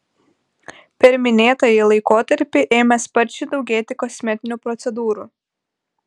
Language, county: Lithuanian, Panevėžys